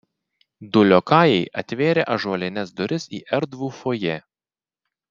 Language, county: Lithuanian, Klaipėda